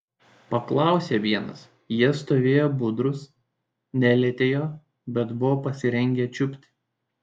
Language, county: Lithuanian, Šiauliai